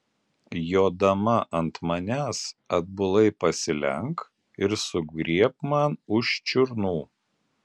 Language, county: Lithuanian, Alytus